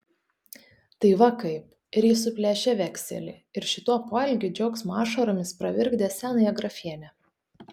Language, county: Lithuanian, Telšiai